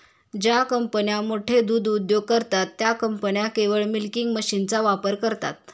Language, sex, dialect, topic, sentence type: Marathi, female, Standard Marathi, agriculture, statement